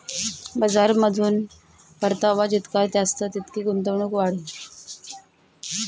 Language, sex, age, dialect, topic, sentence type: Marathi, female, 31-35, Northern Konkan, banking, statement